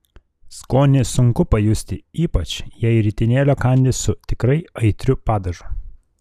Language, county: Lithuanian, Telšiai